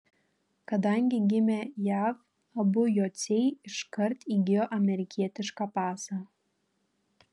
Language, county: Lithuanian, Panevėžys